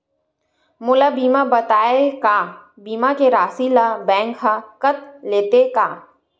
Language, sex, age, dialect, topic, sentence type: Chhattisgarhi, female, 18-24, Western/Budati/Khatahi, banking, question